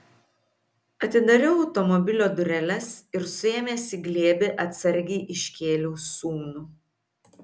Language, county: Lithuanian, Vilnius